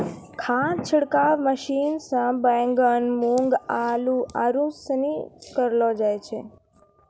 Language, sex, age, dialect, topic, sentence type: Maithili, female, 31-35, Angika, agriculture, statement